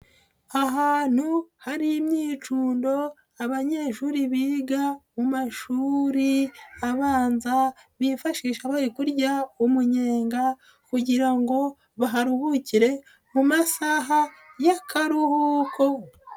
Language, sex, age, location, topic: Kinyarwanda, female, 25-35, Nyagatare, education